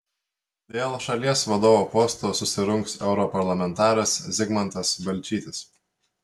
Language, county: Lithuanian, Telšiai